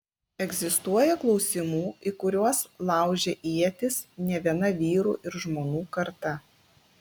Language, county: Lithuanian, Klaipėda